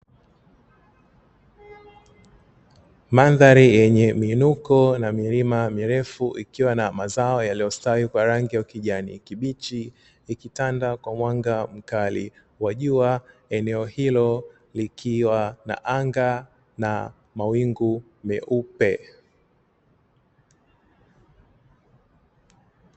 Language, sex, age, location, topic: Swahili, male, 36-49, Dar es Salaam, agriculture